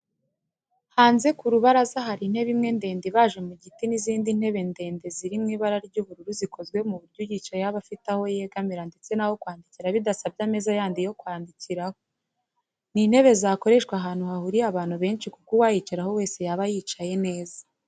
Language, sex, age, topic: Kinyarwanda, female, 18-24, education